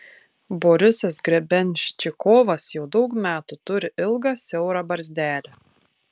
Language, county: Lithuanian, Tauragė